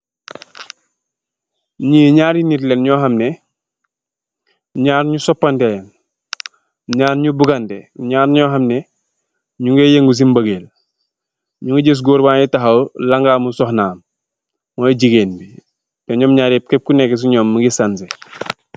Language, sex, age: Wolof, male, 25-35